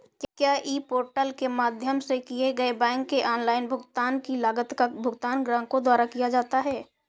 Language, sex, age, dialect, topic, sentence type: Hindi, female, 25-30, Awadhi Bundeli, banking, question